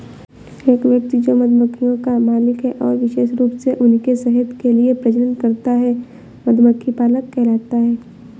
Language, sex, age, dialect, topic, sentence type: Hindi, female, 18-24, Awadhi Bundeli, agriculture, statement